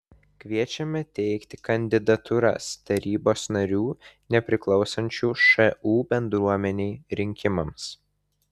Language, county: Lithuanian, Vilnius